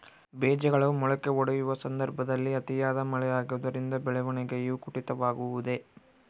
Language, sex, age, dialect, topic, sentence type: Kannada, male, 25-30, Central, agriculture, question